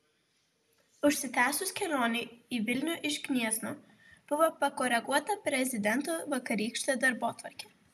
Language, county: Lithuanian, Vilnius